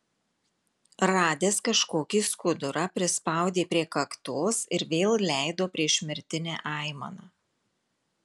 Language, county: Lithuanian, Marijampolė